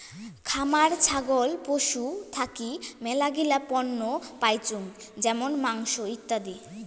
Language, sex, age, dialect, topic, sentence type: Bengali, female, 18-24, Rajbangshi, agriculture, statement